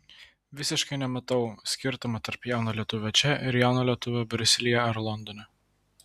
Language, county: Lithuanian, Vilnius